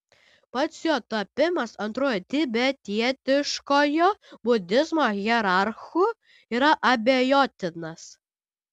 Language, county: Lithuanian, Utena